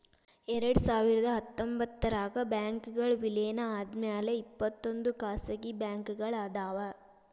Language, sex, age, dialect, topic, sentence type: Kannada, female, 18-24, Dharwad Kannada, banking, statement